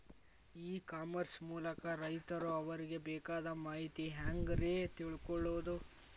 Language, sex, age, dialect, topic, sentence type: Kannada, male, 18-24, Dharwad Kannada, agriculture, question